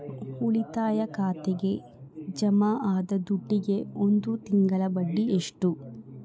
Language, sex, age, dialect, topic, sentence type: Kannada, female, 25-30, Central, banking, question